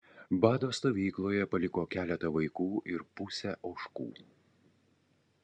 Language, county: Lithuanian, Utena